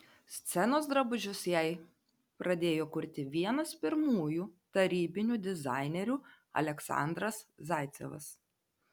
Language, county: Lithuanian, Telšiai